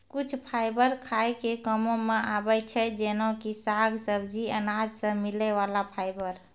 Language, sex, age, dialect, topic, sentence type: Maithili, female, 31-35, Angika, agriculture, statement